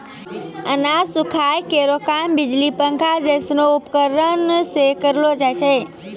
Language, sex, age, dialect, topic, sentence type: Maithili, female, 18-24, Angika, agriculture, statement